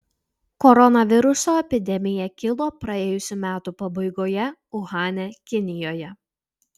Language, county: Lithuanian, Utena